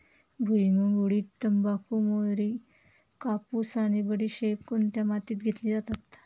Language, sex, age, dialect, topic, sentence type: Marathi, female, 25-30, Standard Marathi, agriculture, question